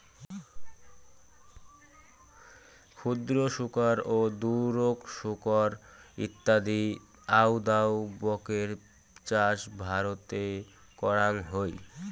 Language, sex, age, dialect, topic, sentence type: Bengali, male, <18, Rajbangshi, agriculture, statement